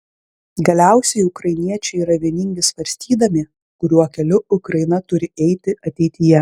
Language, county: Lithuanian, Klaipėda